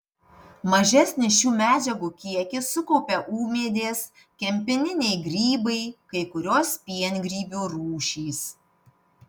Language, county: Lithuanian, Panevėžys